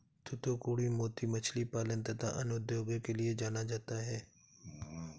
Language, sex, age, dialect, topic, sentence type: Hindi, male, 36-40, Awadhi Bundeli, agriculture, statement